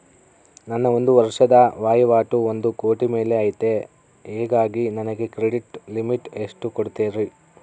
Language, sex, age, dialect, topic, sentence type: Kannada, female, 36-40, Central, banking, question